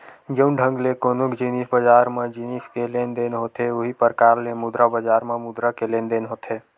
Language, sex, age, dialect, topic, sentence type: Chhattisgarhi, male, 18-24, Western/Budati/Khatahi, banking, statement